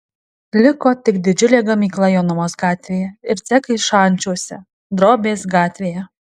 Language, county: Lithuanian, Alytus